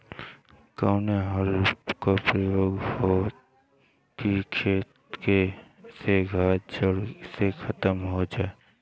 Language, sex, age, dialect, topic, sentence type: Bhojpuri, male, 18-24, Western, agriculture, question